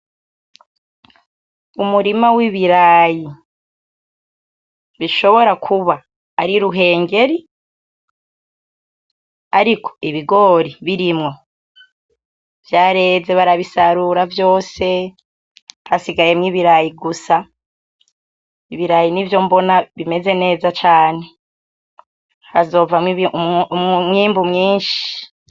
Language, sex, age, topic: Rundi, female, 25-35, agriculture